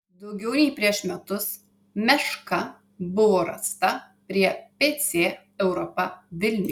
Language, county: Lithuanian, Vilnius